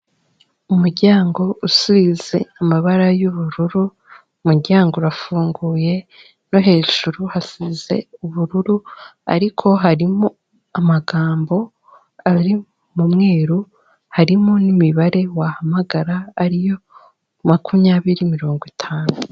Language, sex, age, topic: Kinyarwanda, female, 18-24, finance